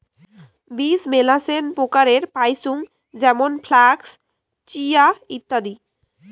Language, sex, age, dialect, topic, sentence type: Bengali, female, 18-24, Rajbangshi, agriculture, statement